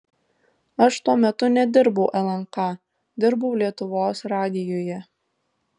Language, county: Lithuanian, Tauragė